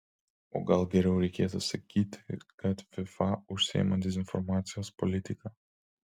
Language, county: Lithuanian, Alytus